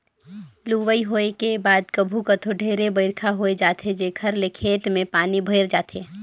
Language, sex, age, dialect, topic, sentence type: Chhattisgarhi, female, 18-24, Northern/Bhandar, agriculture, statement